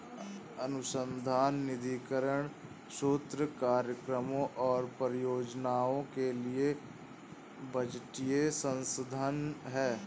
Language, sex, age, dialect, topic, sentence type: Hindi, male, 18-24, Awadhi Bundeli, banking, statement